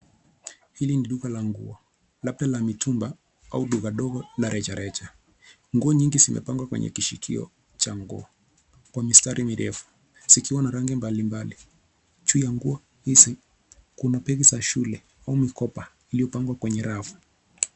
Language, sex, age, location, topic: Swahili, male, 25-35, Nairobi, finance